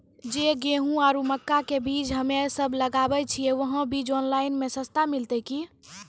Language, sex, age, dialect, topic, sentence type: Maithili, female, 18-24, Angika, agriculture, question